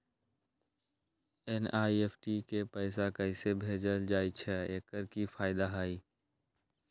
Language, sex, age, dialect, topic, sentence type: Magahi, male, 18-24, Western, banking, question